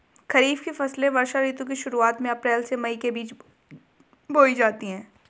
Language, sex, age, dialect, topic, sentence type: Hindi, female, 18-24, Hindustani Malvi Khadi Boli, agriculture, statement